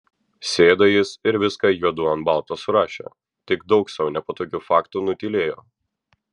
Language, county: Lithuanian, Vilnius